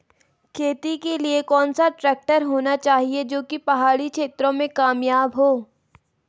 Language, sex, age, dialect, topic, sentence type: Hindi, female, 18-24, Garhwali, agriculture, question